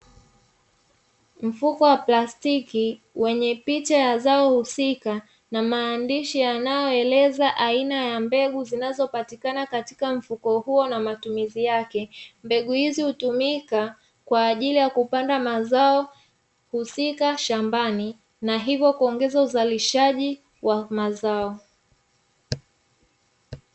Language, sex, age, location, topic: Swahili, female, 25-35, Dar es Salaam, agriculture